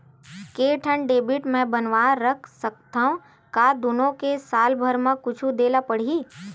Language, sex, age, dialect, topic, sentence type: Chhattisgarhi, female, 25-30, Western/Budati/Khatahi, banking, question